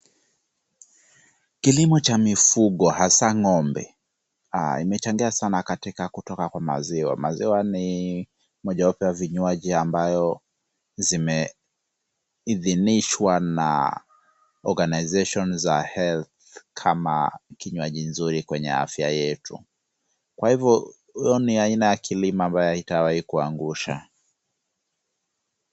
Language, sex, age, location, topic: Swahili, male, 25-35, Kisumu, agriculture